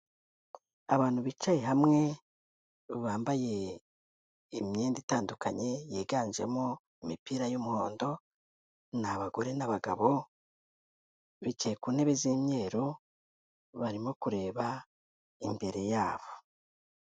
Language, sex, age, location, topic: Kinyarwanda, female, 18-24, Kigali, health